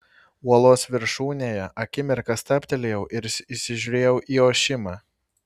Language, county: Lithuanian, Kaunas